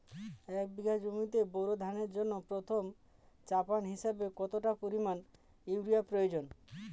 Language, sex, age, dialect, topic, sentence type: Bengali, male, 36-40, Northern/Varendri, agriculture, question